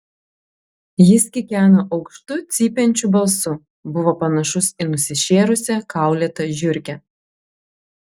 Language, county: Lithuanian, Klaipėda